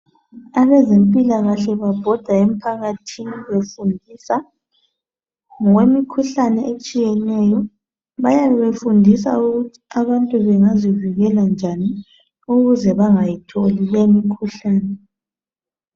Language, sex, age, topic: North Ndebele, male, 36-49, health